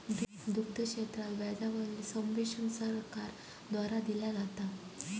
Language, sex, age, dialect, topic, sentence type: Marathi, female, 18-24, Southern Konkan, agriculture, statement